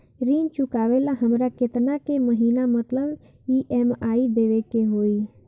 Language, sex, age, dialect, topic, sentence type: Bhojpuri, female, <18, Northern, banking, question